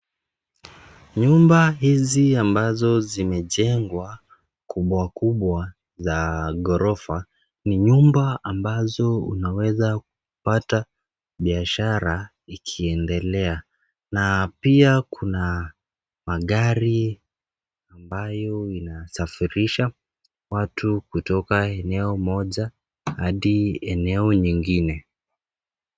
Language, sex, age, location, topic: Swahili, male, 18-24, Nakuru, government